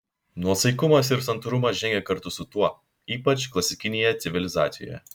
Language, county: Lithuanian, Šiauliai